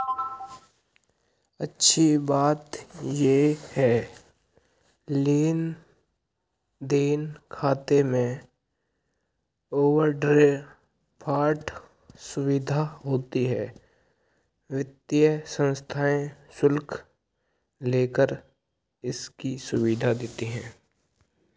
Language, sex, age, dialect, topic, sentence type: Hindi, male, 18-24, Hindustani Malvi Khadi Boli, banking, statement